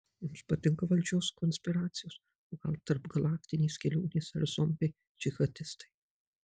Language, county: Lithuanian, Marijampolė